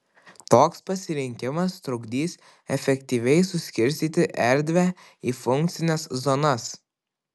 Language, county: Lithuanian, Kaunas